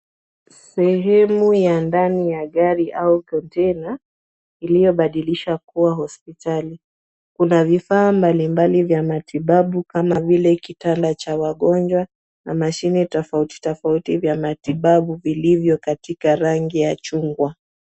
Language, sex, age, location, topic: Swahili, female, 25-35, Kisumu, health